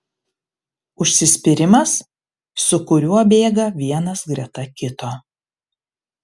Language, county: Lithuanian, Panevėžys